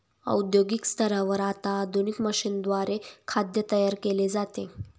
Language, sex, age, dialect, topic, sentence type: Marathi, female, 18-24, Northern Konkan, agriculture, statement